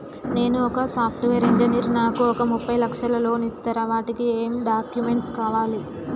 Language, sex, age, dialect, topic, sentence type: Telugu, female, 18-24, Telangana, banking, question